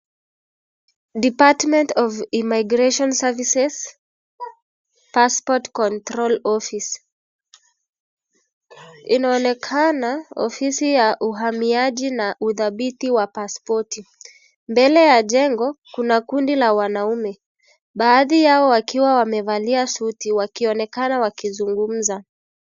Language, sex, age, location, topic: Swahili, male, 25-35, Kisii, government